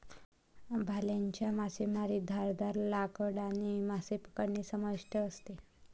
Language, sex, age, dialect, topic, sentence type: Marathi, female, 18-24, Varhadi, agriculture, statement